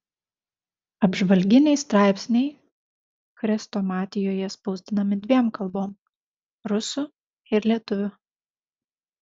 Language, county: Lithuanian, Šiauliai